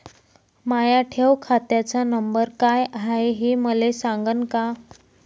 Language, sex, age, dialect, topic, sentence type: Marathi, female, 25-30, Varhadi, banking, question